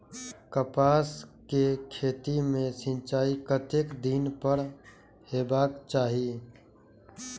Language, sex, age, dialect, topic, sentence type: Maithili, male, 18-24, Eastern / Thethi, agriculture, question